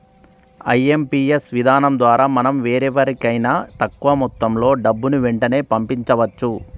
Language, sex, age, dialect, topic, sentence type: Telugu, male, 36-40, Telangana, banking, statement